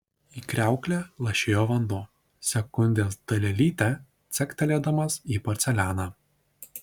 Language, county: Lithuanian, Šiauliai